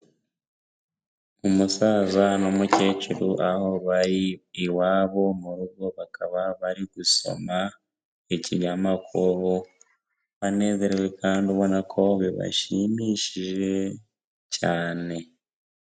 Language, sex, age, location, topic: Kinyarwanda, male, 18-24, Kigali, health